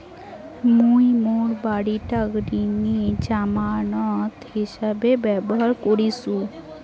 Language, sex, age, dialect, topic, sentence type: Bengali, female, 18-24, Rajbangshi, banking, statement